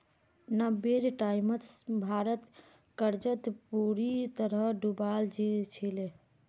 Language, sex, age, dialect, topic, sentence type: Magahi, female, 46-50, Northeastern/Surjapuri, banking, statement